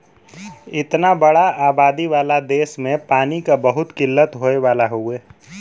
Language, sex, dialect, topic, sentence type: Bhojpuri, male, Western, agriculture, statement